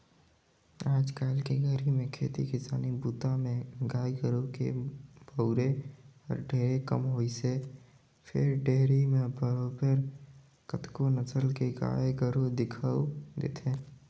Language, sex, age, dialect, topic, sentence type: Chhattisgarhi, male, 18-24, Northern/Bhandar, agriculture, statement